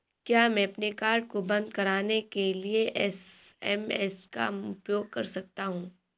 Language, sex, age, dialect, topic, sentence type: Hindi, female, 18-24, Awadhi Bundeli, banking, question